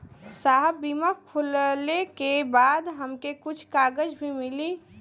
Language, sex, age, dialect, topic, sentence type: Bhojpuri, female, 18-24, Western, banking, question